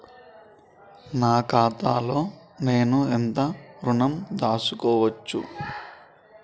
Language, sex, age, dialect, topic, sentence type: Telugu, male, 25-30, Telangana, banking, question